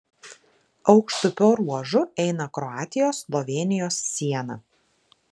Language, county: Lithuanian, Marijampolė